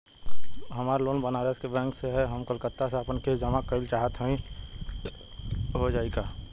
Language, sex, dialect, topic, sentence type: Bhojpuri, male, Western, banking, question